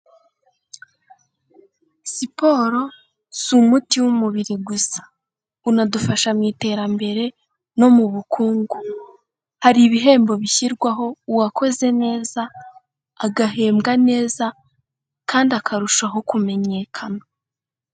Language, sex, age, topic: Kinyarwanda, female, 18-24, health